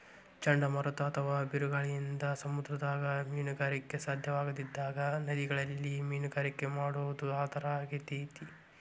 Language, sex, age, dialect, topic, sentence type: Kannada, male, 46-50, Dharwad Kannada, agriculture, statement